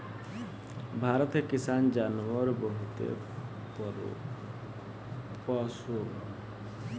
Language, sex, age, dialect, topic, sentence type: Bhojpuri, male, 18-24, Southern / Standard, agriculture, statement